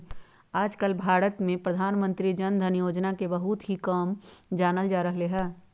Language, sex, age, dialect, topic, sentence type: Magahi, female, 46-50, Western, banking, statement